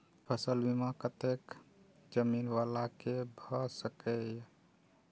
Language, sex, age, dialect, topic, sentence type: Maithili, male, 31-35, Eastern / Thethi, agriculture, question